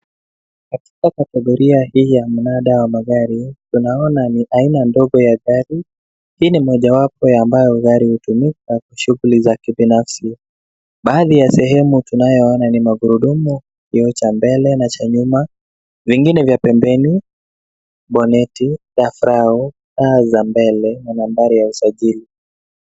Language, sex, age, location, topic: Swahili, male, 25-35, Nairobi, finance